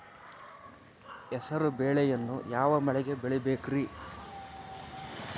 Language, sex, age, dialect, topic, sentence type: Kannada, male, 51-55, Central, agriculture, question